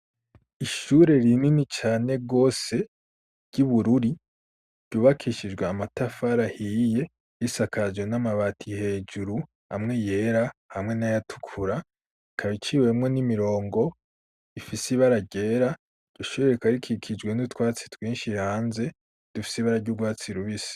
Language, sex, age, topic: Rundi, male, 18-24, education